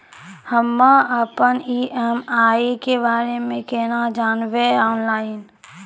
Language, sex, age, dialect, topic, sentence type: Maithili, female, 18-24, Angika, banking, question